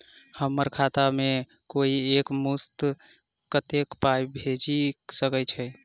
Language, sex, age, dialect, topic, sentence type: Maithili, female, 25-30, Southern/Standard, banking, question